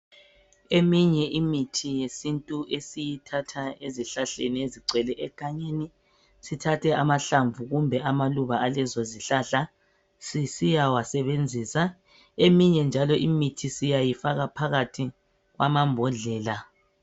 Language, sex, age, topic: North Ndebele, male, 36-49, health